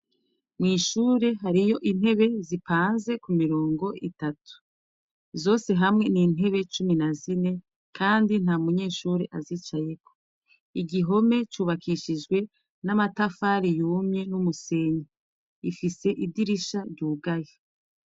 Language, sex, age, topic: Rundi, female, 36-49, education